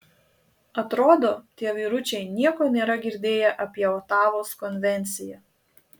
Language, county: Lithuanian, Marijampolė